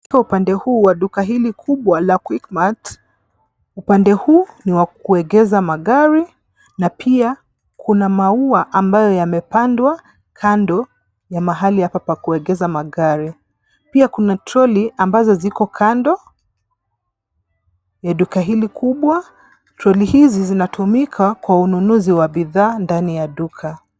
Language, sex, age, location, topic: Swahili, female, 25-35, Nairobi, finance